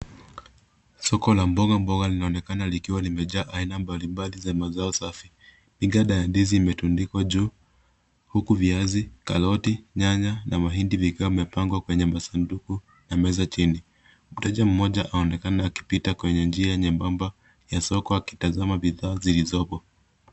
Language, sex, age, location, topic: Swahili, male, 25-35, Nairobi, finance